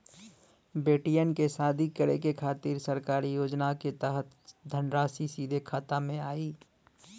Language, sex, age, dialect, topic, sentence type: Bhojpuri, male, 18-24, Western, banking, question